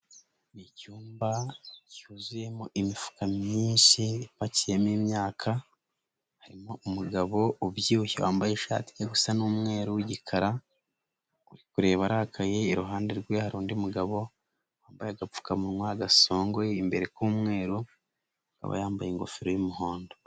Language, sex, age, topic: Kinyarwanda, male, 18-24, agriculture